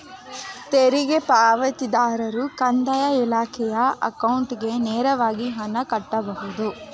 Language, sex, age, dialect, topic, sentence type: Kannada, female, 25-30, Mysore Kannada, banking, statement